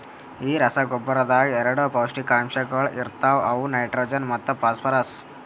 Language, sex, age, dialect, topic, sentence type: Kannada, male, 18-24, Northeastern, agriculture, statement